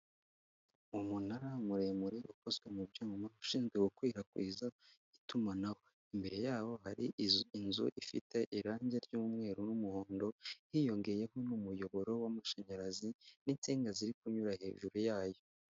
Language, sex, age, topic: Kinyarwanda, male, 18-24, government